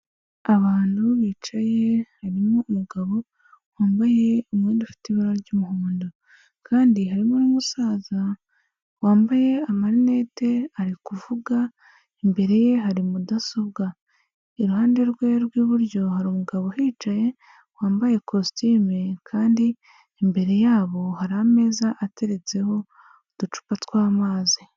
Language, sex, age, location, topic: Kinyarwanda, female, 18-24, Huye, health